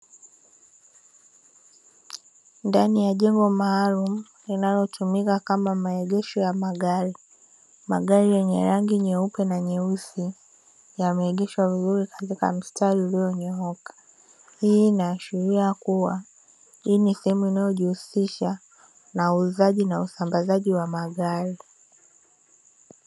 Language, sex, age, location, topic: Swahili, female, 18-24, Dar es Salaam, finance